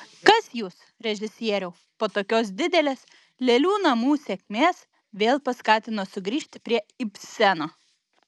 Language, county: Lithuanian, Vilnius